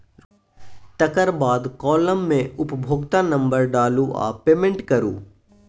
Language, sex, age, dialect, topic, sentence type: Maithili, male, 25-30, Bajjika, banking, statement